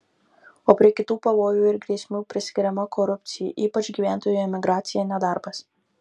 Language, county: Lithuanian, Marijampolė